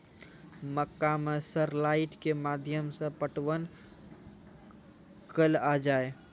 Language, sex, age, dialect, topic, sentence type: Maithili, male, 18-24, Angika, agriculture, question